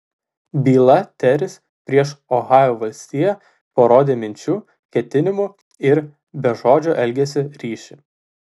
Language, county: Lithuanian, Vilnius